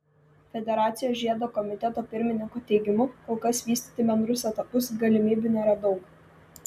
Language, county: Lithuanian, Vilnius